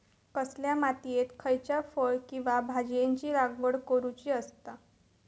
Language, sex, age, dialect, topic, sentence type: Marathi, female, 18-24, Southern Konkan, agriculture, question